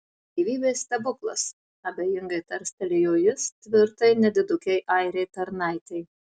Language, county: Lithuanian, Marijampolė